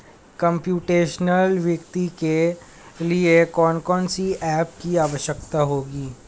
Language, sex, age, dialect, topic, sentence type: Hindi, male, 25-30, Hindustani Malvi Khadi Boli, banking, statement